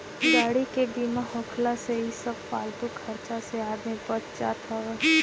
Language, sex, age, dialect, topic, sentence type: Bhojpuri, female, 18-24, Northern, banking, statement